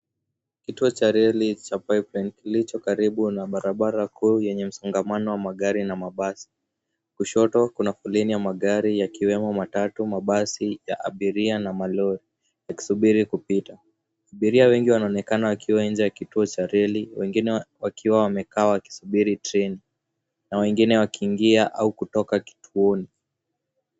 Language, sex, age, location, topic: Swahili, male, 18-24, Nairobi, government